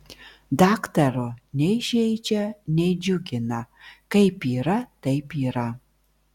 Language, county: Lithuanian, Vilnius